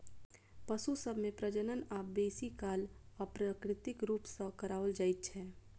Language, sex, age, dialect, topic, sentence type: Maithili, female, 25-30, Southern/Standard, agriculture, statement